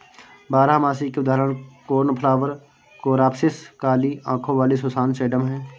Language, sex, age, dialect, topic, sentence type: Hindi, male, 46-50, Awadhi Bundeli, agriculture, statement